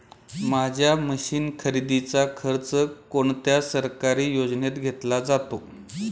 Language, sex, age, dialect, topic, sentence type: Marathi, male, 41-45, Standard Marathi, agriculture, question